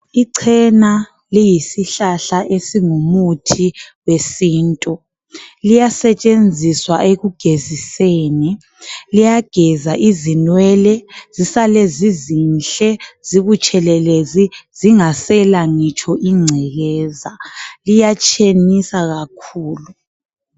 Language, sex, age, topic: North Ndebele, male, 25-35, health